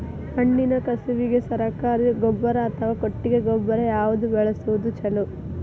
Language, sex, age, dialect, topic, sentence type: Kannada, female, 18-24, Dharwad Kannada, agriculture, question